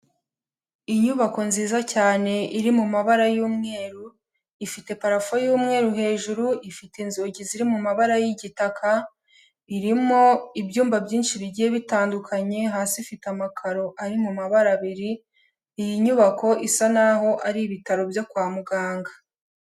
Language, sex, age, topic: Kinyarwanda, female, 18-24, health